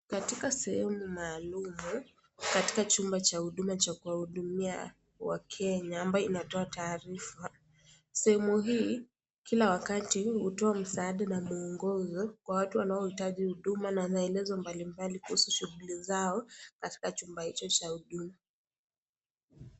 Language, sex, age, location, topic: Swahili, female, 18-24, Kisii, government